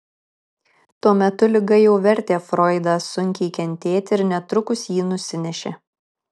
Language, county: Lithuanian, Kaunas